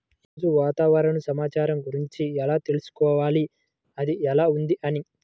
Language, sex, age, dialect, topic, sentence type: Telugu, male, 18-24, Central/Coastal, agriculture, question